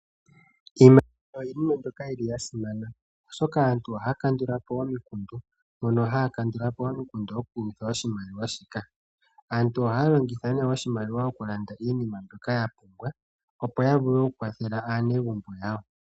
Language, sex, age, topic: Oshiwambo, male, 25-35, finance